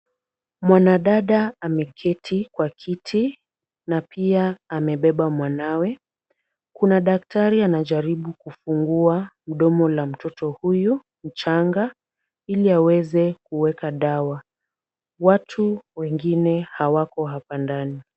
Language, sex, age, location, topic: Swahili, female, 25-35, Kisumu, health